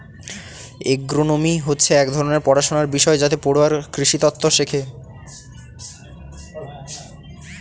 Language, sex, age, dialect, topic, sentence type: Bengali, male, 18-24, Northern/Varendri, agriculture, statement